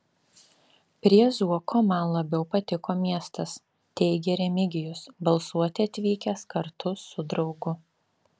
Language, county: Lithuanian, Alytus